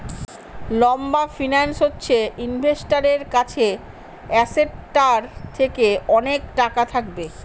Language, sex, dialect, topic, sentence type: Bengali, female, Northern/Varendri, banking, statement